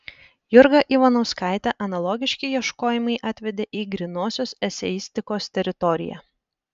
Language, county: Lithuanian, Panevėžys